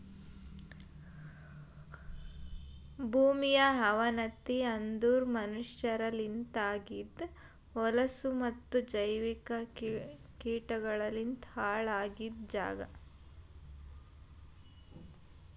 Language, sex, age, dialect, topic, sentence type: Kannada, female, 18-24, Northeastern, agriculture, statement